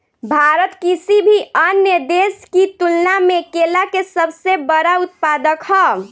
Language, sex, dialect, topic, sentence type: Bhojpuri, female, Northern, agriculture, statement